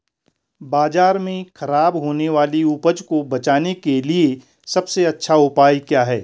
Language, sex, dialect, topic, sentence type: Hindi, male, Garhwali, agriculture, statement